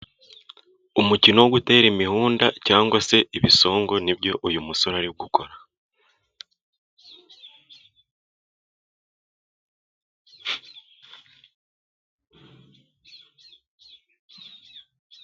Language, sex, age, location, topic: Kinyarwanda, male, 18-24, Musanze, government